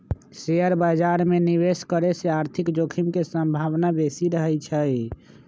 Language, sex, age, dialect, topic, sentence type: Magahi, male, 25-30, Western, banking, statement